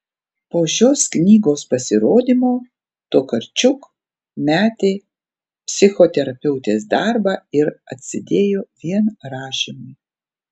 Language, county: Lithuanian, Panevėžys